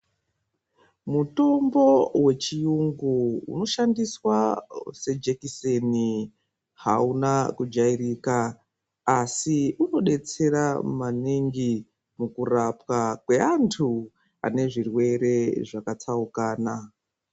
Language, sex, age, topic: Ndau, female, 36-49, health